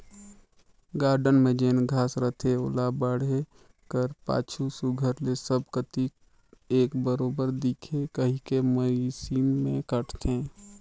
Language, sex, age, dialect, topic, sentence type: Chhattisgarhi, male, 18-24, Northern/Bhandar, agriculture, statement